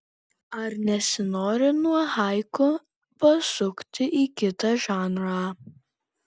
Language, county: Lithuanian, Kaunas